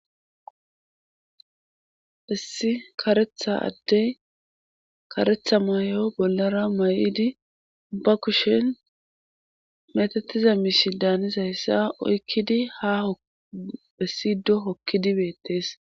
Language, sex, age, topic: Gamo, female, 25-35, government